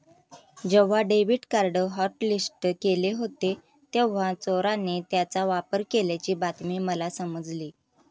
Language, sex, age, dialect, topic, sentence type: Marathi, female, 31-35, Standard Marathi, banking, statement